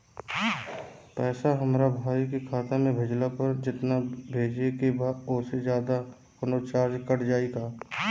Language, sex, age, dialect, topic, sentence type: Bhojpuri, male, 25-30, Southern / Standard, banking, question